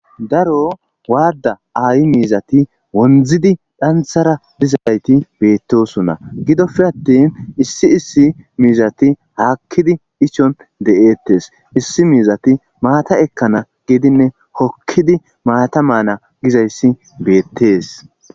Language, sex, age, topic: Gamo, male, 25-35, agriculture